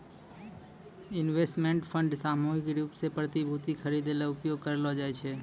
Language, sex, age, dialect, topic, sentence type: Maithili, male, 25-30, Angika, agriculture, statement